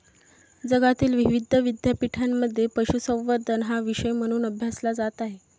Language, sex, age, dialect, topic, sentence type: Marathi, female, 25-30, Varhadi, agriculture, statement